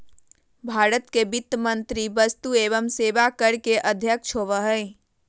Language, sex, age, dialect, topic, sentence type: Magahi, female, 25-30, Southern, banking, statement